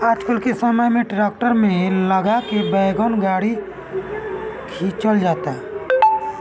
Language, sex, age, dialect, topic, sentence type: Bhojpuri, male, 25-30, Northern, agriculture, statement